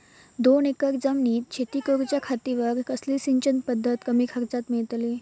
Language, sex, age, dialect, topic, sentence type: Marathi, female, 18-24, Southern Konkan, agriculture, question